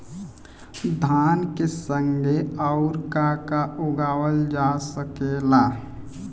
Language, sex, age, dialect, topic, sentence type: Bhojpuri, male, 18-24, Western, agriculture, question